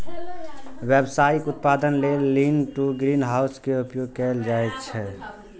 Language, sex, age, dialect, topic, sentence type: Maithili, male, 18-24, Eastern / Thethi, agriculture, statement